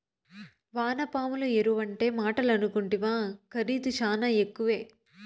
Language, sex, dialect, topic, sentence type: Telugu, female, Southern, agriculture, statement